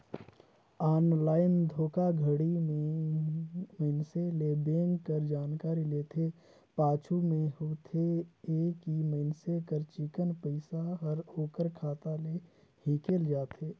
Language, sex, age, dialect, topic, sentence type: Chhattisgarhi, male, 25-30, Northern/Bhandar, banking, statement